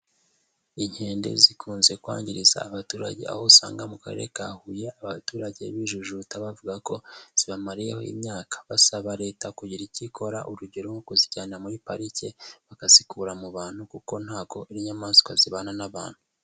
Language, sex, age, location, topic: Kinyarwanda, male, 18-24, Huye, agriculture